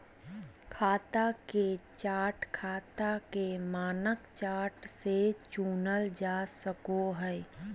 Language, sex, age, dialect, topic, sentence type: Magahi, female, 31-35, Southern, banking, statement